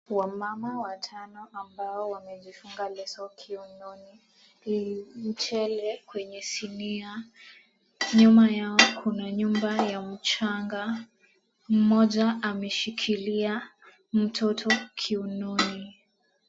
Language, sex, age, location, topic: Swahili, female, 18-24, Mombasa, agriculture